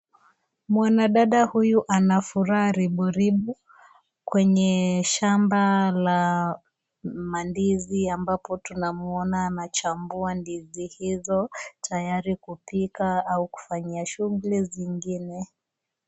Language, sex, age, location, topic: Swahili, female, 25-35, Kisii, agriculture